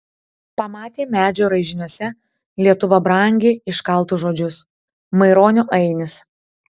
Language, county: Lithuanian, Tauragė